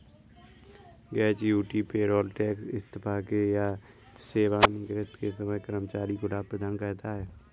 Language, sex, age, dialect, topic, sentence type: Hindi, male, 18-24, Awadhi Bundeli, banking, statement